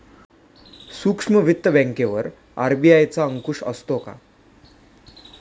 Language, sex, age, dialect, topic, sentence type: Marathi, male, 18-24, Standard Marathi, banking, question